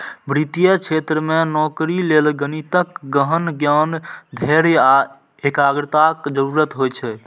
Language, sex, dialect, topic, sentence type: Maithili, male, Eastern / Thethi, banking, statement